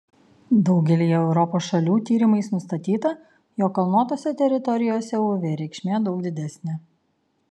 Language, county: Lithuanian, Kaunas